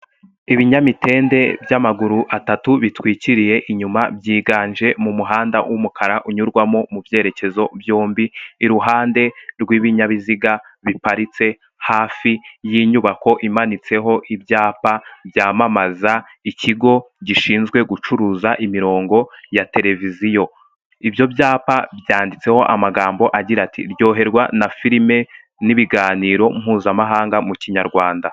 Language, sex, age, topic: Kinyarwanda, male, 18-24, government